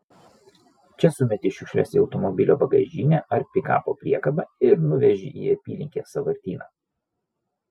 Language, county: Lithuanian, Vilnius